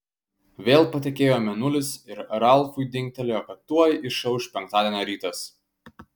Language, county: Lithuanian, Kaunas